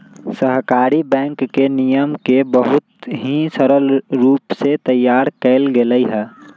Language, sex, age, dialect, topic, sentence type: Magahi, male, 18-24, Western, banking, statement